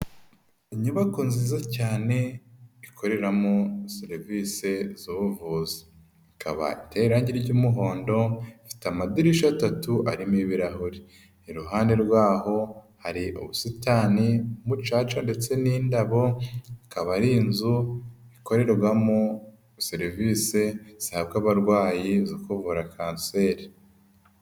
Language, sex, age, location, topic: Kinyarwanda, female, 18-24, Huye, health